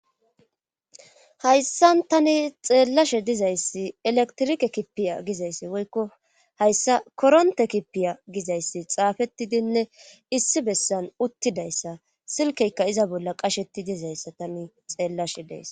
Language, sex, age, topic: Gamo, female, 25-35, government